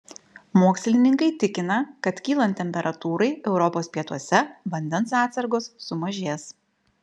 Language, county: Lithuanian, Vilnius